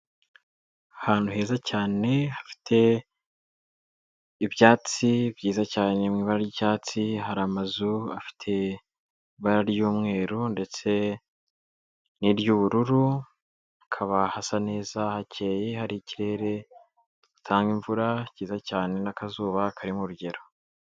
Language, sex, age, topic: Kinyarwanda, male, 18-24, health